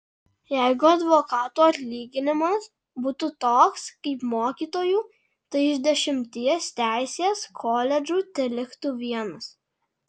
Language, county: Lithuanian, Alytus